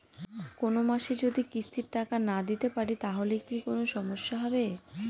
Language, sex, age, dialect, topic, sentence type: Bengali, female, 18-24, Northern/Varendri, banking, question